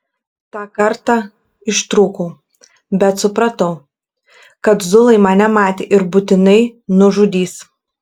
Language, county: Lithuanian, Šiauliai